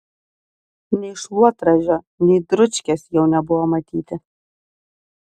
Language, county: Lithuanian, Vilnius